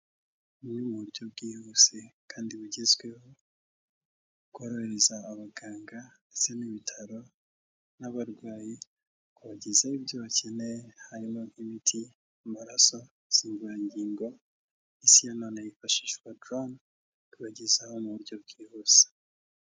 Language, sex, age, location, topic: Kinyarwanda, male, 18-24, Kigali, health